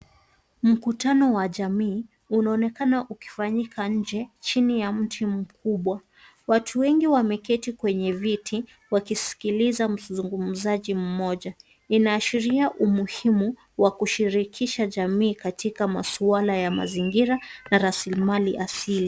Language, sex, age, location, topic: Swahili, female, 18-24, Nairobi, government